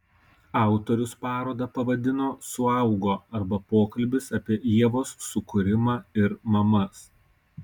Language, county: Lithuanian, Kaunas